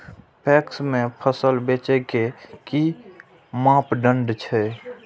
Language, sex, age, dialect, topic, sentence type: Maithili, male, 18-24, Eastern / Thethi, agriculture, question